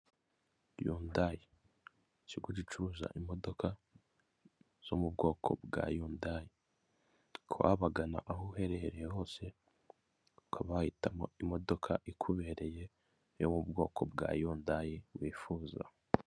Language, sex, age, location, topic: Kinyarwanda, male, 25-35, Kigali, finance